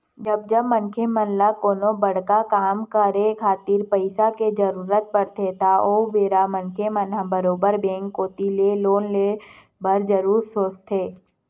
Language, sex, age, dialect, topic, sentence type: Chhattisgarhi, female, 25-30, Western/Budati/Khatahi, banking, statement